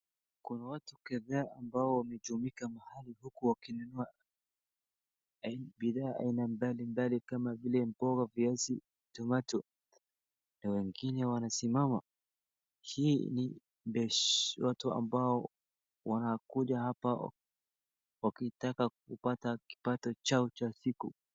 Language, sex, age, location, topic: Swahili, male, 18-24, Wajir, finance